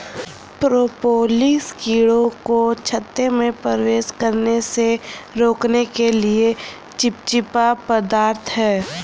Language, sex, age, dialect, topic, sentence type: Hindi, female, 31-35, Kanauji Braj Bhasha, agriculture, statement